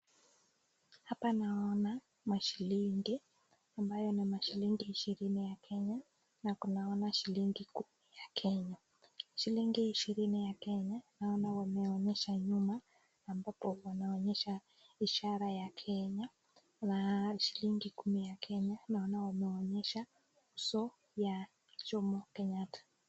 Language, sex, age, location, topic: Swahili, female, 18-24, Nakuru, finance